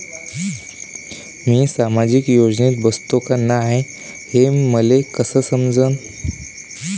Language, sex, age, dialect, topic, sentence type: Marathi, male, 18-24, Varhadi, banking, question